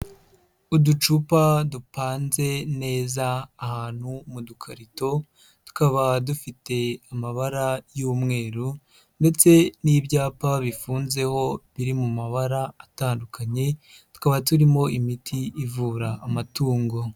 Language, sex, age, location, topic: Kinyarwanda, male, 50+, Nyagatare, agriculture